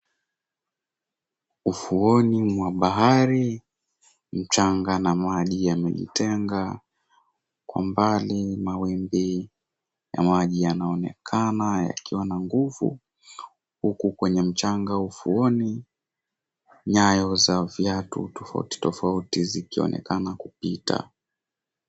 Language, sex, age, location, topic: Swahili, male, 18-24, Mombasa, government